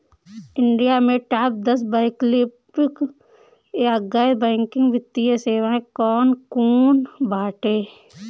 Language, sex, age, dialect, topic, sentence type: Bhojpuri, female, 18-24, Northern, banking, question